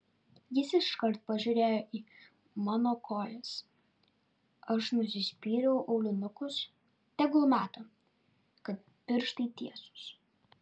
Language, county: Lithuanian, Vilnius